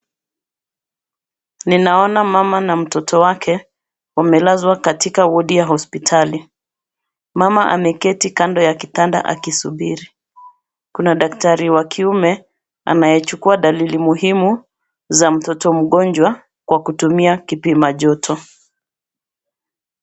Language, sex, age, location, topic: Swahili, female, 36-49, Nairobi, health